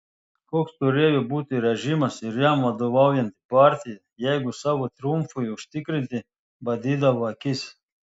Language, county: Lithuanian, Telšiai